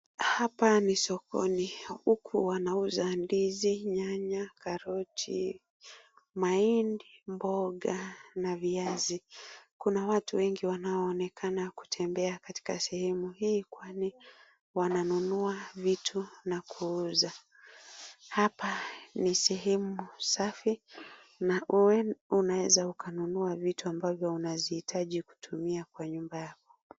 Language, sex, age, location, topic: Swahili, female, 25-35, Nakuru, finance